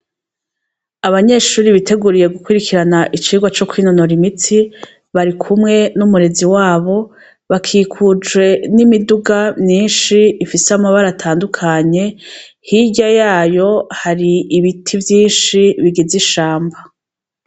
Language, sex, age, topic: Rundi, female, 36-49, education